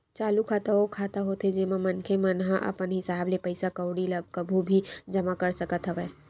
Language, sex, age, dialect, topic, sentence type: Chhattisgarhi, female, 60-100, Western/Budati/Khatahi, banking, statement